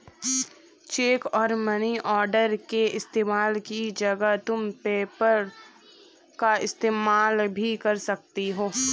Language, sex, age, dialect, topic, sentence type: Hindi, female, 18-24, Hindustani Malvi Khadi Boli, banking, statement